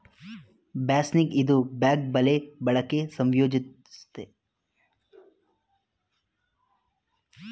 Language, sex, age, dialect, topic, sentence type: Kannada, male, 25-30, Mysore Kannada, agriculture, statement